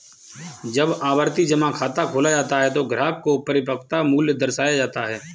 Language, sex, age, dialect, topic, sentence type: Hindi, male, 18-24, Kanauji Braj Bhasha, banking, statement